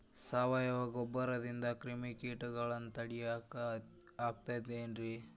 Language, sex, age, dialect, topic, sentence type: Kannada, male, 18-24, Dharwad Kannada, agriculture, question